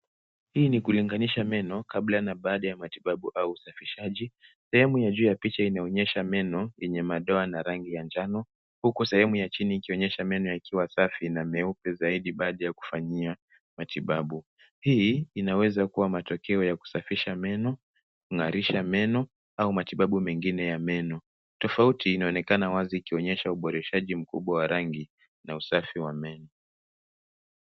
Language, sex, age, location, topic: Swahili, male, 18-24, Nairobi, health